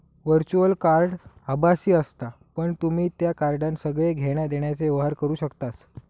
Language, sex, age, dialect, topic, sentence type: Marathi, male, 25-30, Southern Konkan, banking, statement